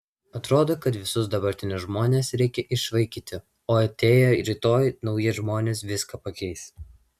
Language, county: Lithuanian, Vilnius